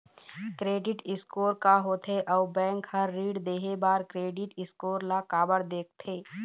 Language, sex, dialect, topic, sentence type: Chhattisgarhi, female, Eastern, banking, question